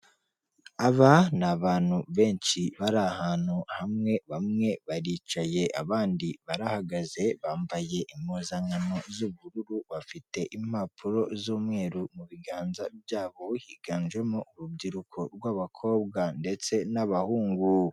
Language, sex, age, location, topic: Kinyarwanda, female, 18-24, Kigali, government